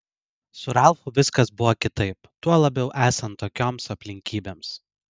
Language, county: Lithuanian, Vilnius